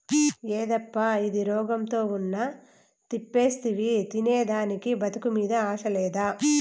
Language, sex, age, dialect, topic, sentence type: Telugu, female, 18-24, Southern, agriculture, statement